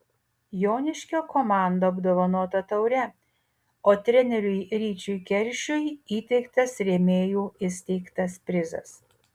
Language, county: Lithuanian, Utena